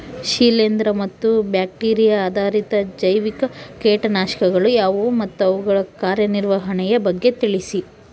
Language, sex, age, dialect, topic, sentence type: Kannada, female, 31-35, Central, agriculture, question